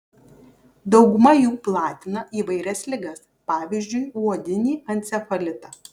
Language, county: Lithuanian, Kaunas